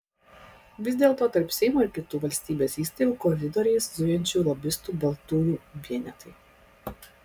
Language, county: Lithuanian, Klaipėda